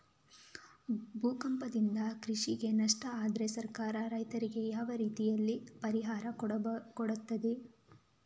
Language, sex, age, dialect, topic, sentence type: Kannada, female, 25-30, Coastal/Dakshin, agriculture, question